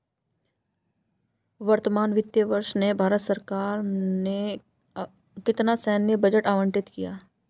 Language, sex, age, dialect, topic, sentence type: Hindi, female, 31-35, Marwari Dhudhari, banking, statement